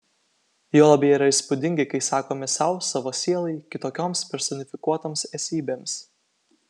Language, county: Lithuanian, Kaunas